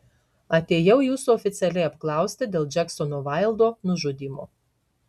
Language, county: Lithuanian, Marijampolė